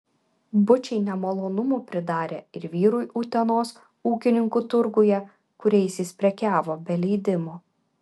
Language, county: Lithuanian, Vilnius